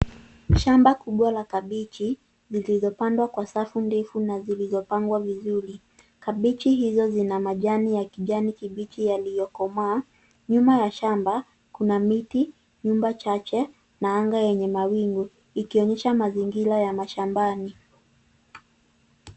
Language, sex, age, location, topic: Swahili, female, 18-24, Nairobi, agriculture